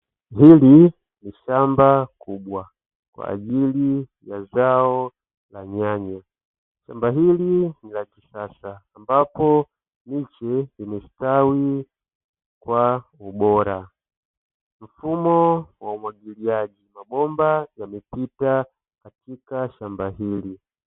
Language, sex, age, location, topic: Swahili, male, 25-35, Dar es Salaam, agriculture